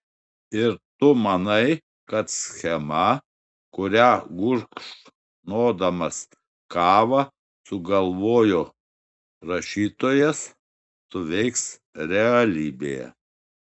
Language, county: Lithuanian, Šiauliai